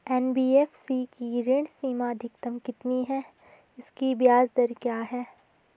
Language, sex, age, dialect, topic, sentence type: Hindi, female, 18-24, Garhwali, banking, question